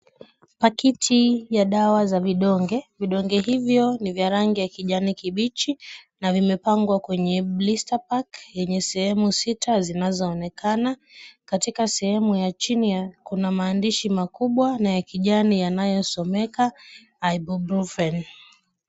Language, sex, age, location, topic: Swahili, female, 25-35, Kisumu, health